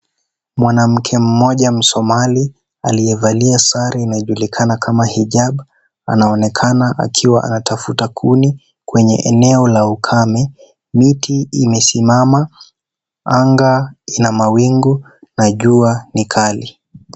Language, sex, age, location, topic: Swahili, male, 18-24, Kisii, health